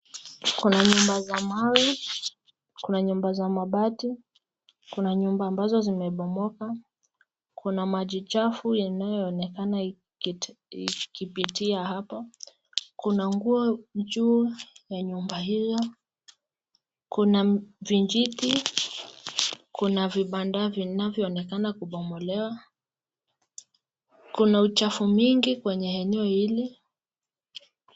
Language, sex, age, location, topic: Swahili, female, 18-24, Nakuru, health